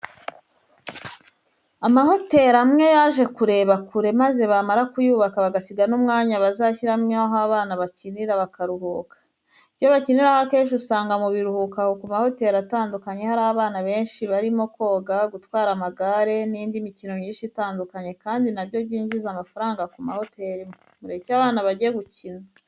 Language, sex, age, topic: Kinyarwanda, female, 25-35, education